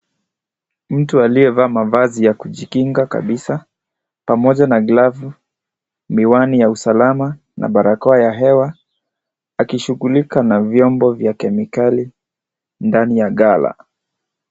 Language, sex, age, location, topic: Swahili, female, 25-35, Kisii, health